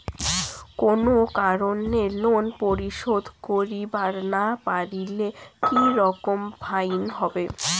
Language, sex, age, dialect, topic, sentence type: Bengali, female, <18, Rajbangshi, banking, question